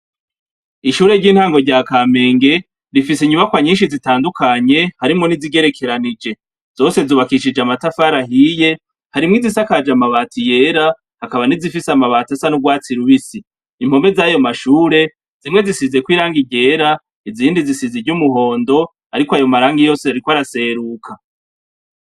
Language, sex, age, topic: Rundi, male, 36-49, education